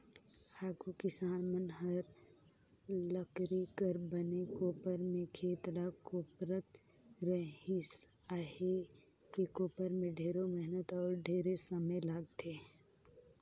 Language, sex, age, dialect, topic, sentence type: Chhattisgarhi, female, 18-24, Northern/Bhandar, agriculture, statement